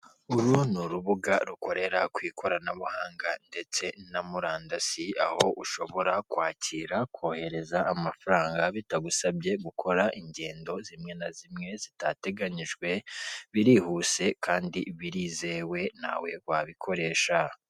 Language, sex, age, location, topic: Kinyarwanda, female, 36-49, Kigali, finance